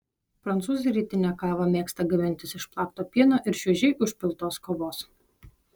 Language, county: Lithuanian, Alytus